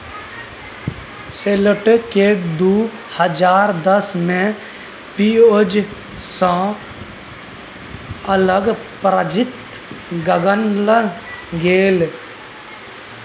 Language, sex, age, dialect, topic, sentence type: Maithili, male, 18-24, Bajjika, agriculture, statement